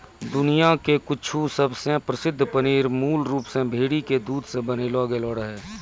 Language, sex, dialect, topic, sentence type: Maithili, male, Angika, agriculture, statement